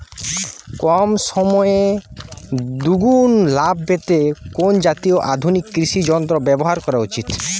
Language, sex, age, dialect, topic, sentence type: Bengali, male, 18-24, Jharkhandi, agriculture, question